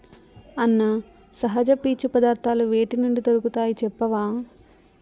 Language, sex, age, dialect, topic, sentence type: Telugu, female, 18-24, Southern, agriculture, statement